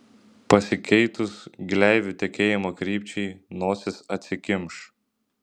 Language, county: Lithuanian, Šiauliai